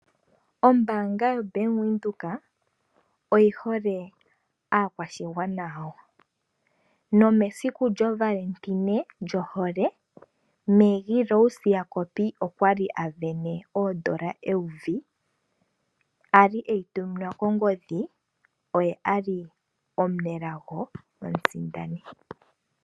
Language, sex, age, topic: Oshiwambo, female, 18-24, finance